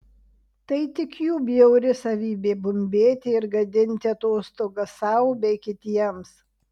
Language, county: Lithuanian, Vilnius